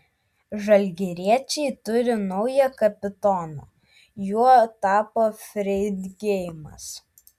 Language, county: Lithuanian, Vilnius